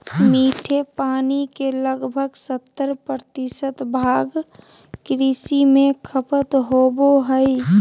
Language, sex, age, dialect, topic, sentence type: Magahi, male, 31-35, Southern, agriculture, statement